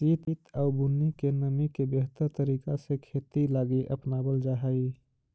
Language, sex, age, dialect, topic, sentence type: Magahi, male, 25-30, Central/Standard, agriculture, statement